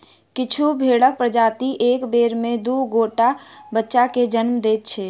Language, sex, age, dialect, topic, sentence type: Maithili, female, 51-55, Southern/Standard, agriculture, statement